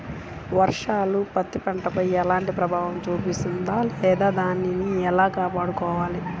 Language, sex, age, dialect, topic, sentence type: Telugu, female, 36-40, Central/Coastal, agriculture, question